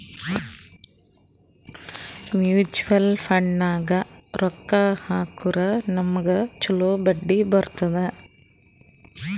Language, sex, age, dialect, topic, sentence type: Kannada, female, 41-45, Northeastern, banking, statement